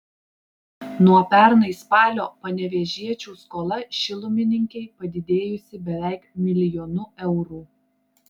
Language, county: Lithuanian, Klaipėda